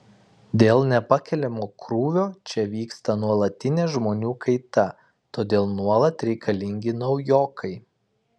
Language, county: Lithuanian, Kaunas